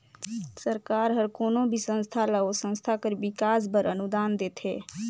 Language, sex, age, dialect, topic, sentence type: Chhattisgarhi, female, 18-24, Northern/Bhandar, banking, statement